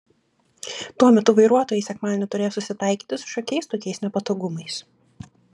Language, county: Lithuanian, Klaipėda